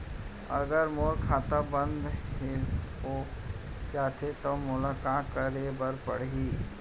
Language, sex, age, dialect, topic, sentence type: Chhattisgarhi, male, 41-45, Central, banking, question